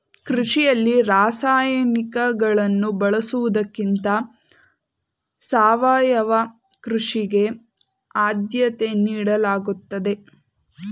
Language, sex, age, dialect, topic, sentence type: Kannada, female, 18-24, Mysore Kannada, agriculture, statement